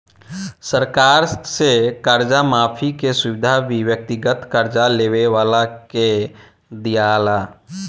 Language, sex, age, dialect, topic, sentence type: Bhojpuri, male, 18-24, Southern / Standard, banking, statement